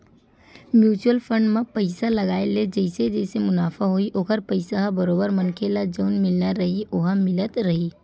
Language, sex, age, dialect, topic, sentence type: Chhattisgarhi, female, 18-24, Western/Budati/Khatahi, banking, statement